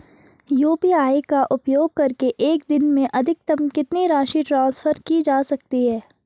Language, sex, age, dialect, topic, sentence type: Hindi, female, 18-24, Marwari Dhudhari, banking, question